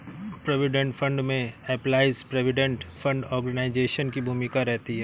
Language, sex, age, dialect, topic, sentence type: Hindi, male, 31-35, Awadhi Bundeli, banking, statement